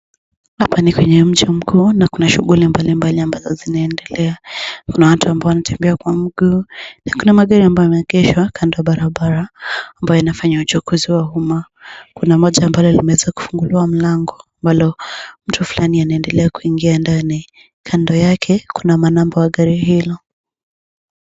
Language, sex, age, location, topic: Swahili, female, 25-35, Nairobi, government